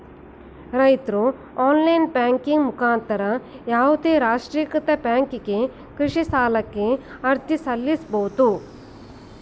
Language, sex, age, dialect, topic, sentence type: Kannada, female, 41-45, Mysore Kannada, agriculture, statement